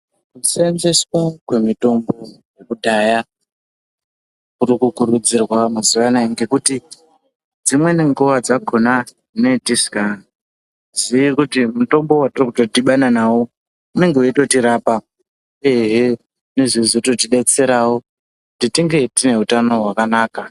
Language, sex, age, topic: Ndau, female, 18-24, health